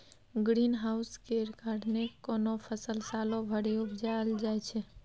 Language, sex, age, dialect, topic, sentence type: Maithili, female, 25-30, Bajjika, agriculture, statement